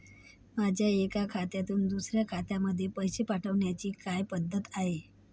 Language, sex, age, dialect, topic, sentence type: Marathi, female, 25-30, Standard Marathi, banking, question